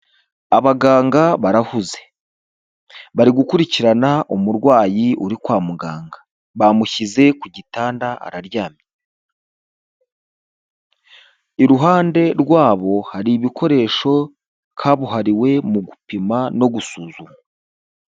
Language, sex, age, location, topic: Kinyarwanda, male, 25-35, Huye, health